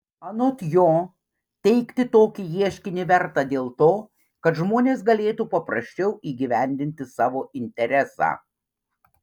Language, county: Lithuanian, Panevėžys